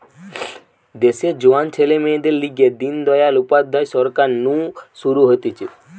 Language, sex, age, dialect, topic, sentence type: Bengali, male, 18-24, Western, banking, statement